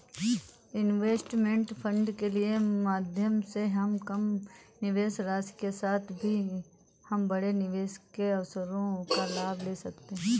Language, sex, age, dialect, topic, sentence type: Hindi, female, 18-24, Awadhi Bundeli, banking, statement